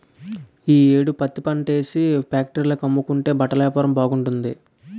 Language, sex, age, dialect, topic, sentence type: Telugu, male, 18-24, Utterandhra, agriculture, statement